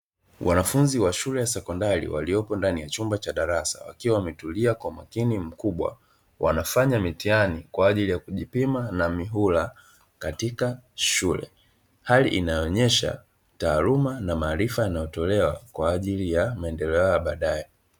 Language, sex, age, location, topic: Swahili, male, 25-35, Dar es Salaam, education